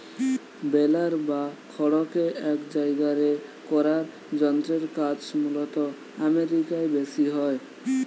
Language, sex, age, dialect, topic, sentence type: Bengali, male, 18-24, Western, agriculture, statement